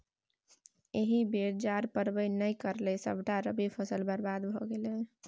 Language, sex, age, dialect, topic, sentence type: Maithili, female, 18-24, Bajjika, agriculture, statement